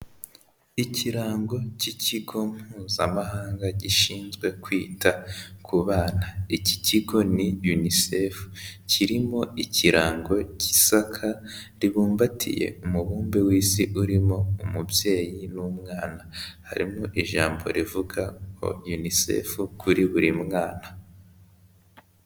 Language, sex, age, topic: Kinyarwanda, male, 18-24, health